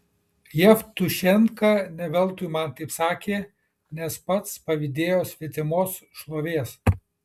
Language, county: Lithuanian, Kaunas